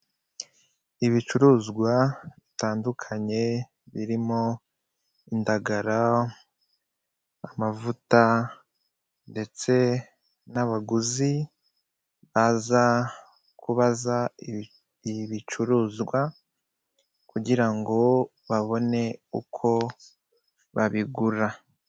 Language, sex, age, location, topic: Kinyarwanda, male, 25-35, Kigali, finance